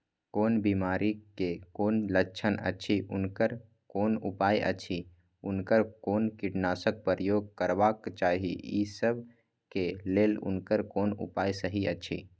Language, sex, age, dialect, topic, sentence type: Maithili, male, 25-30, Eastern / Thethi, agriculture, question